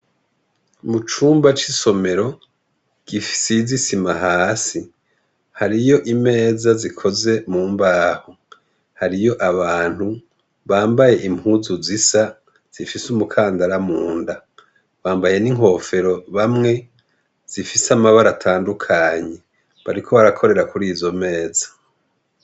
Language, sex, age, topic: Rundi, male, 50+, education